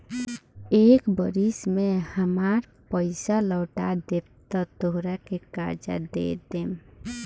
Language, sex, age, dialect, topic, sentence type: Bhojpuri, female, 18-24, Southern / Standard, banking, statement